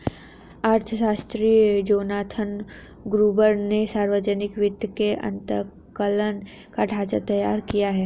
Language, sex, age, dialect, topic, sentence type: Hindi, female, 31-35, Hindustani Malvi Khadi Boli, banking, statement